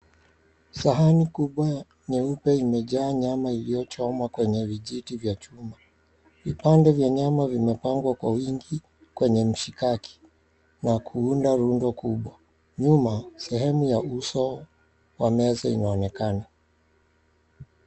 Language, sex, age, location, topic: Swahili, male, 36-49, Mombasa, agriculture